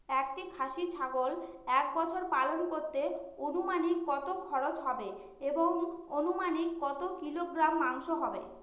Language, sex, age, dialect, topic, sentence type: Bengali, female, 25-30, Northern/Varendri, agriculture, question